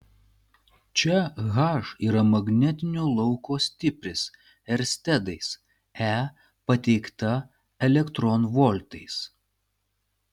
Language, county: Lithuanian, Klaipėda